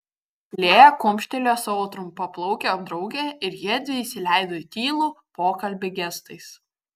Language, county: Lithuanian, Kaunas